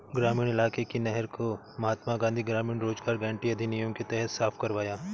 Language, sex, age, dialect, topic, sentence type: Hindi, male, 31-35, Awadhi Bundeli, banking, statement